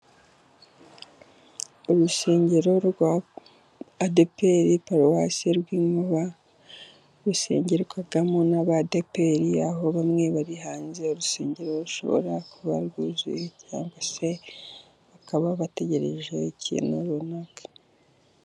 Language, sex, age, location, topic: Kinyarwanda, female, 18-24, Musanze, government